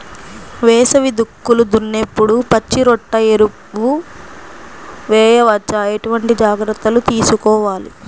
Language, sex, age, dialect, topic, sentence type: Telugu, female, 25-30, Central/Coastal, agriculture, question